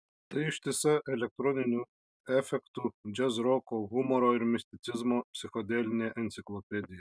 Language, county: Lithuanian, Alytus